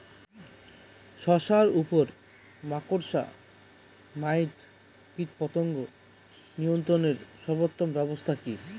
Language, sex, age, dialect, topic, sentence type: Bengali, male, 25-30, Northern/Varendri, agriculture, question